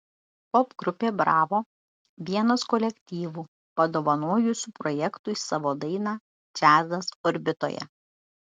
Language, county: Lithuanian, Šiauliai